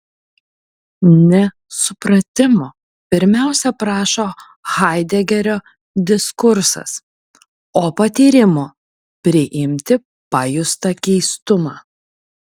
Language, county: Lithuanian, Kaunas